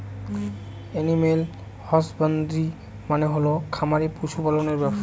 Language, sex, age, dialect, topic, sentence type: Bengali, male, 18-24, Northern/Varendri, agriculture, statement